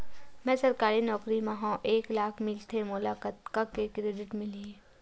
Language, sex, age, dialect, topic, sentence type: Chhattisgarhi, female, 51-55, Western/Budati/Khatahi, banking, question